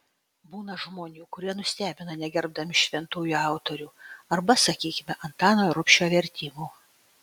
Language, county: Lithuanian, Utena